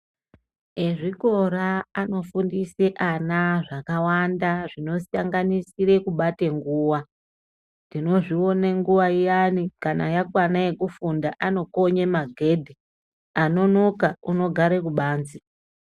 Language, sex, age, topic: Ndau, female, 25-35, education